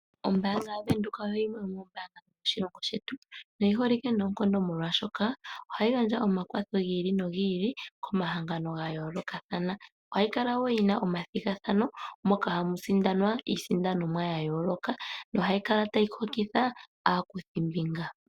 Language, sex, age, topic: Oshiwambo, female, 18-24, finance